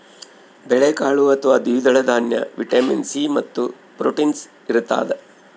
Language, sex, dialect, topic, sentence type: Kannada, male, Central, agriculture, statement